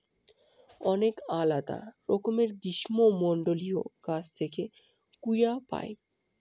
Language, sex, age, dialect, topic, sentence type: Bengali, male, 18-24, Northern/Varendri, agriculture, statement